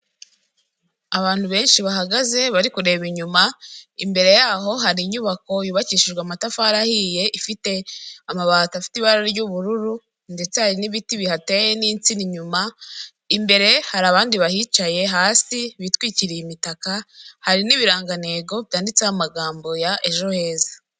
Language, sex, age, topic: Kinyarwanda, female, 18-24, finance